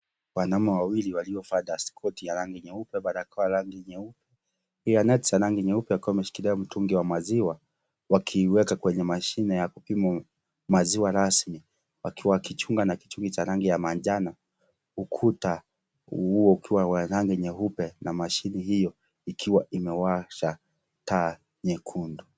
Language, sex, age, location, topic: Swahili, male, 36-49, Kisii, agriculture